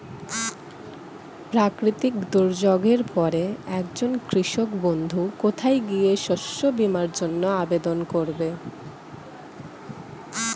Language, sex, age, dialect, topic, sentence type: Bengali, female, 25-30, Standard Colloquial, agriculture, question